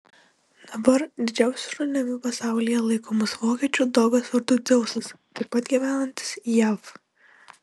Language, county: Lithuanian, Utena